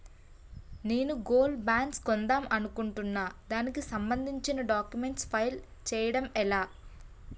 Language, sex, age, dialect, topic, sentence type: Telugu, female, 18-24, Utterandhra, banking, question